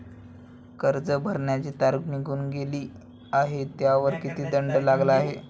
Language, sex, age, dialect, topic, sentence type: Marathi, male, 18-24, Standard Marathi, banking, question